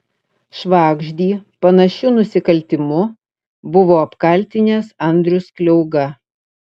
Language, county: Lithuanian, Utena